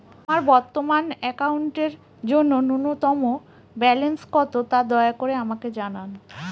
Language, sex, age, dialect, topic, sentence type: Bengali, female, 36-40, Northern/Varendri, banking, statement